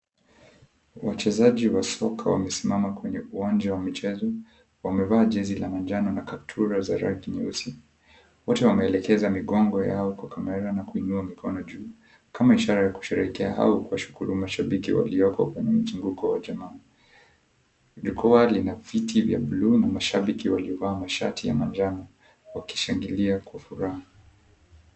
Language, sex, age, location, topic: Swahili, male, 25-35, Mombasa, government